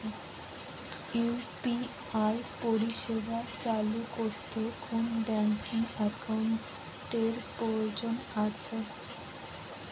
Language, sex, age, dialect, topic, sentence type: Bengali, female, 18-24, Jharkhandi, banking, question